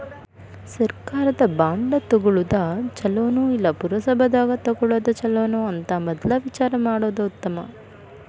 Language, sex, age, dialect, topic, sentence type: Kannada, female, 18-24, Dharwad Kannada, banking, statement